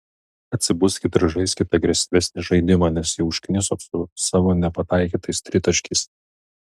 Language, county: Lithuanian, Vilnius